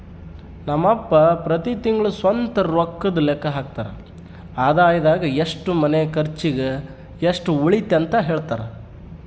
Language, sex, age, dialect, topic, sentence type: Kannada, male, 31-35, Central, banking, statement